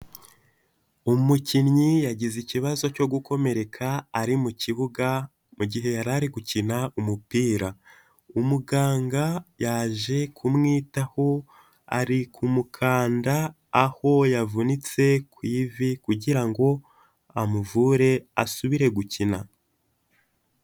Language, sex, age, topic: Kinyarwanda, male, 18-24, health